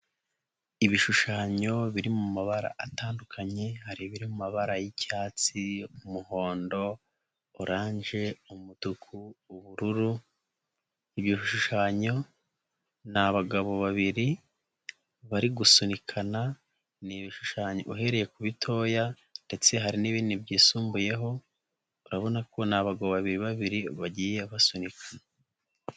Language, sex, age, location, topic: Kinyarwanda, male, 18-24, Nyagatare, education